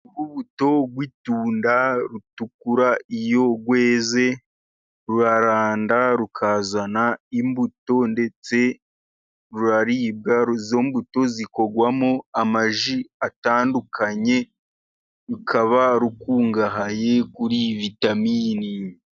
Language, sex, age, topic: Kinyarwanda, male, 36-49, agriculture